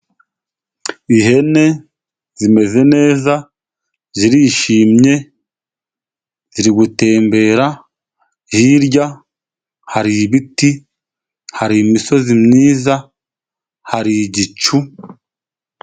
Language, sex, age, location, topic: Kinyarwanda, male, 25-35, Musanze, agriculture